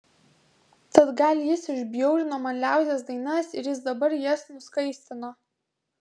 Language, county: Lithuanian, Kaunas